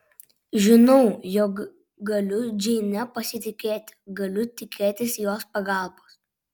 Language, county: Lithuanian, Vilnius